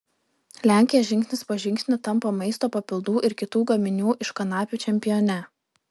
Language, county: Lithuanian, Vilnius